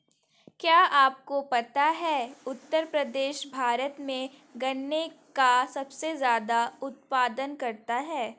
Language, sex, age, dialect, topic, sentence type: Hindi, female, 18-24, Kanauji Braj Bhasha, agriculture, statement